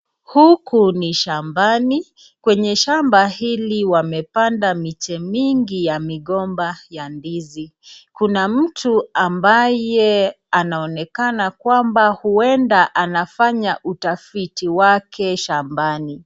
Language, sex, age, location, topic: Swahili, female, 36-49, Nakuru, agriculture